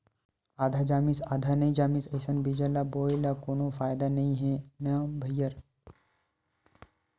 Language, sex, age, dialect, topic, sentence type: Chhattisgarhi, male, 18-24, Western/Budati/Khatahi, agriculture, statement